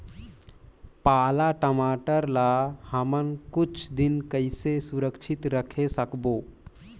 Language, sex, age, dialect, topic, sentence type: Chhattisgarhi, male, 18-24, Northern/Bhandar, agriculture, question